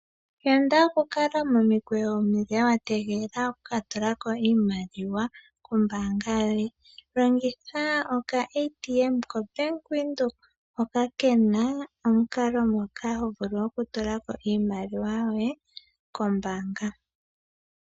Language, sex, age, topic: Oshiwambo, female, 18-24, finance